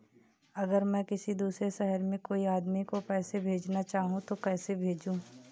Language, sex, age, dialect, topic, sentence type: Hindi, female, 18-24, Marwari Dhudhari, banking, question